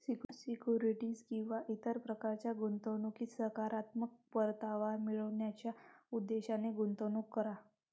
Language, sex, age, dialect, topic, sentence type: Marathi, female, 18-24, Varhadi, banking, statement